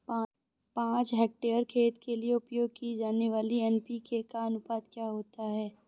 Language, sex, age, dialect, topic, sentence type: Hindi, female, 25-30, Awadhi Bundeli, agriculture, question